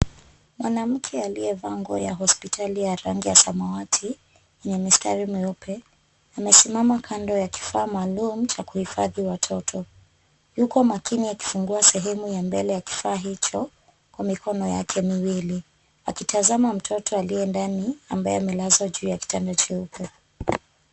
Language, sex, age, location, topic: Swahili, female, 25-35, Kisumu, health